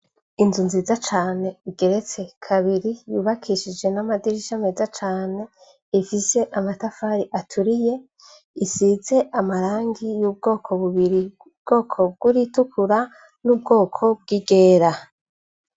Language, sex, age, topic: Rundi, female, 25-35, education